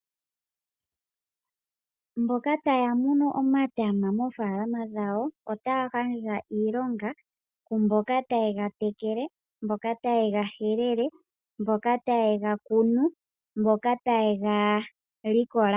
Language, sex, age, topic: Oshiwambo, female, 25-35, agriculture